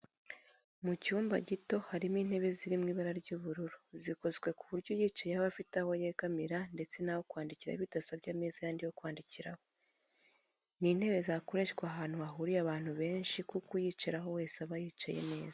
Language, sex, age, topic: Kinyarwanda, female, 25-35, education